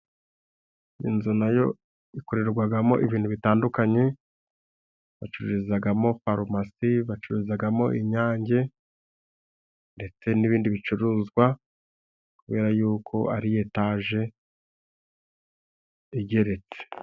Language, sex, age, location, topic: Kinyarwanda, male, 25-35, Musanze, finance